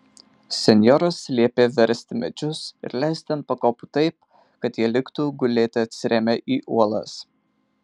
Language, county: Lithuanian, Marijampolė